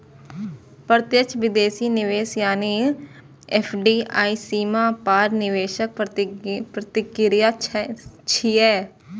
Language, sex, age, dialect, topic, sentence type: Maithili, female, 25-30, Eastern / Thethi, banking, statement